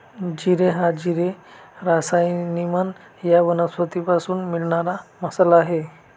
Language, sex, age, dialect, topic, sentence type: Marathi, male, 25-30, Northern Konkan, agriculture, statement